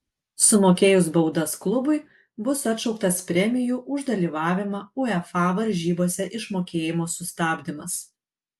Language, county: Lithuanian, Kaunas